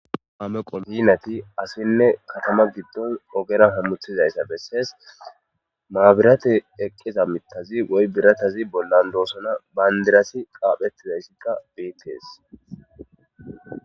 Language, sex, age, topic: Gamo, male, 25-35, government